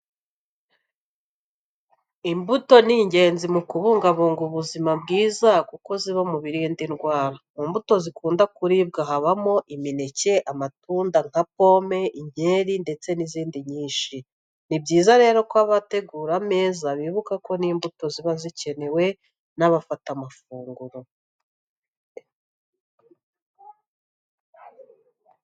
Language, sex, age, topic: Kinyarwanda, female, 36-49, education